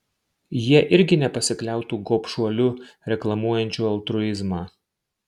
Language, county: Lithuanian, Marijampolė